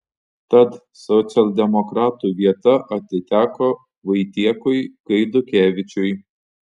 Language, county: Lithuanian, Panevėžys